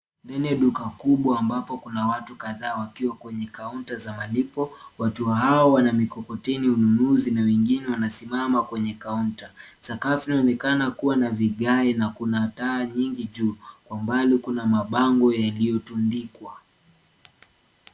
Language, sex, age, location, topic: Swahili, male, 18-24, Nairobi, finance